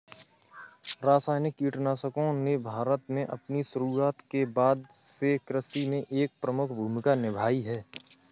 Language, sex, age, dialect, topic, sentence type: Hindi, male, 18-24, Kanauji Braj Bhasha, agriculture, statement